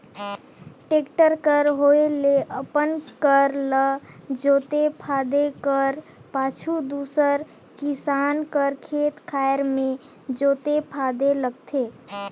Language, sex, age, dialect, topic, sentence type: Chhattisgarhi, female, 18-24, Northern/Bhandar, agriculture, statement